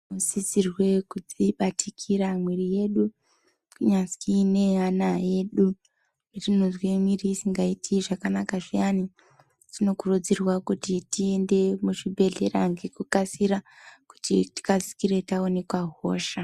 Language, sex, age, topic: Ndau, female, 18-24, health